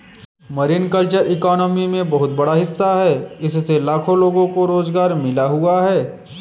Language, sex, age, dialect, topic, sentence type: Hindi, male, 25-30, Kanauji Braj Bhasha, agriculture, statement